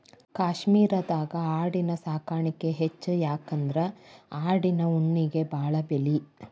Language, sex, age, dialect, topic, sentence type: Kannada, female, 41-45, Dharwad Kannada, agriculture, statement